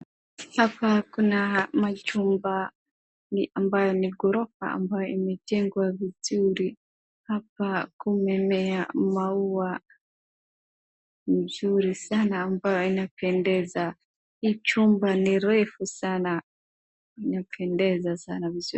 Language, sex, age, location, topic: Swahili, female, 36-49, Wajir, education